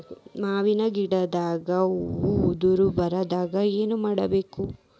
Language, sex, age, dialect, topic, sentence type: Kannada, female, 18-24, Dharwad Kannada, agriculture, question